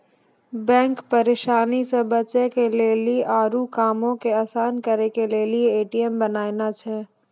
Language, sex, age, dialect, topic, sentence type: Maithili, female, 18-24, Angika, banking, statement